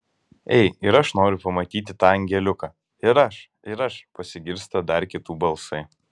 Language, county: Lithuanian, Kaunas